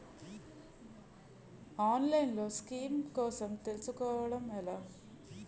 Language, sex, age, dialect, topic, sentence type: Telugu, female, 31-35, Utterandhra, banking, question